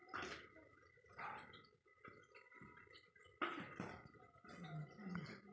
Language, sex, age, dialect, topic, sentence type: Hindi, female, 56-60, Garhwali, agriculture, statement